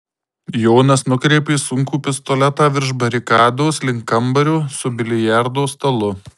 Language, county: Lithuanian, Marijampolė